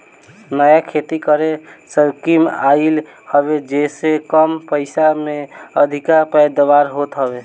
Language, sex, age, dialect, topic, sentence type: Bhojpuri, male, <18, Northern, agriculture, statement